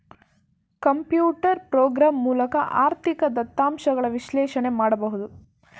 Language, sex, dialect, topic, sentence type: Kannada, female, Mysore Kannada, banking, statement